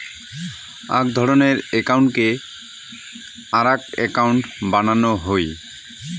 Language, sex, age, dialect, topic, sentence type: Bengali, male, 25-30, Rajbangshi, banking, statement